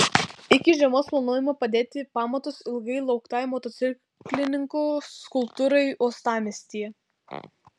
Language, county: Lithuanian, Vilnius